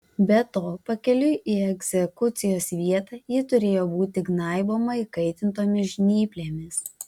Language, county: Lithuanian, Vilnius